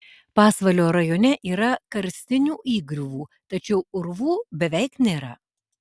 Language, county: Lithuanian, Alytus